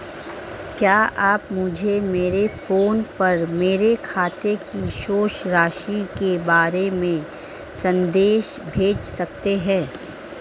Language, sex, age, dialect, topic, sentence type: Hindi, female, 31-35, Marwari Dhudhari, banking, question